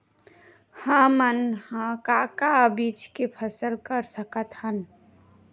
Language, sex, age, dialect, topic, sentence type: Chhattisgarhi, female, 31-35, Western/Budati/Khatahi, agriculture, question